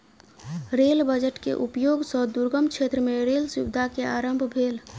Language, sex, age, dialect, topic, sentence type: Maithili, male, 31-35, Southern/Standard, banking, statement